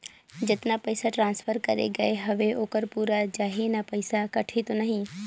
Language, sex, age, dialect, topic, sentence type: Chhattisgarhi, female, 18-24, Northern/Bhandar, banking, question